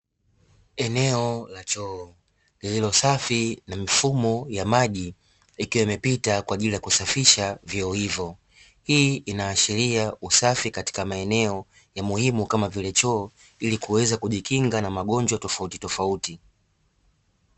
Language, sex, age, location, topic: Swahili, male, 18-24, Dar es Salaam, government